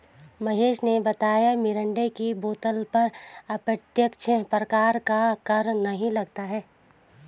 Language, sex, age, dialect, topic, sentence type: Hindi, female, 31-35, Garhwali, banking, statement